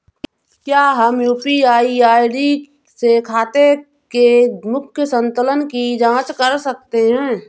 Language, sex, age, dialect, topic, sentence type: Hindi, female, 31-35, Awadhi Bundeli, banking, question